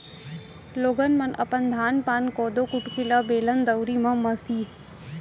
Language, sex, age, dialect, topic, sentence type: Chhattisgarhi, female, 18-24, Central, agriculture, statement